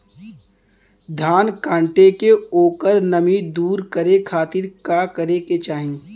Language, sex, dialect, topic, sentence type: Bhojpuri, male, Western, agriculture, question